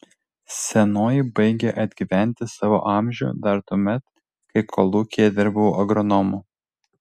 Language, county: Lithuanian, Vilnius